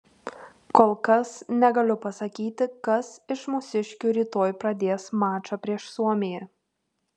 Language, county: Lithuanian, Tauragė